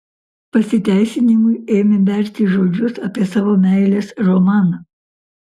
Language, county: Lithuanian, Kaunas